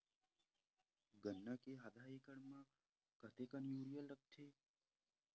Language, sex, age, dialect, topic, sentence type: Chhattisgarhi, male, 18-24, Western/Budati/Khatahi, agriculture, question